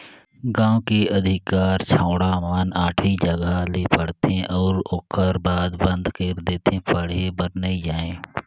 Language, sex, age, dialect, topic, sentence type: Chhattisgarhi, male, 18-24, Northern/Bhandar, banking, statement